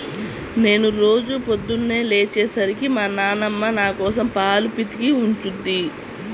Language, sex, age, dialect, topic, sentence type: Telugu, female, 18-24, Central/Coastal, agriculture, statement